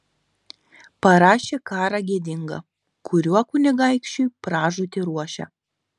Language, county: Lithuanian, Šiauliai